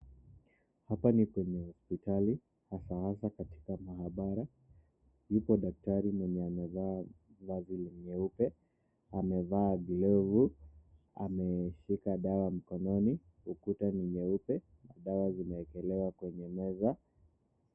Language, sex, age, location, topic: Swahili, male, 25-35, Nakuru, agriculture